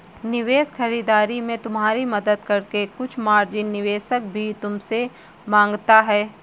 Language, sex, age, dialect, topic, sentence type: Hindi, female, 18-24, Marwari Dhudhari, banking, statement